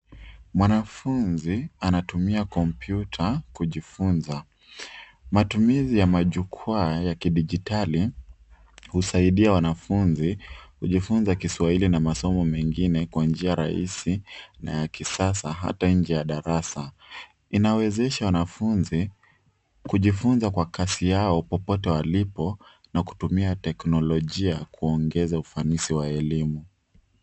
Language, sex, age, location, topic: Swahili, male, 25-35, Nairobi, education